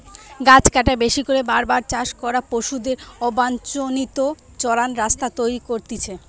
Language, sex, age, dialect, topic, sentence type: Bengali, female, 18-24, Western, agriculture, statement